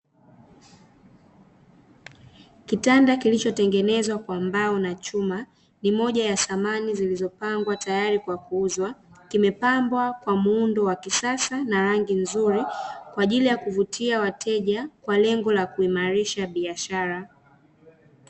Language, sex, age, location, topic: Swahili, female, 25-35, Dar es Salaam, finance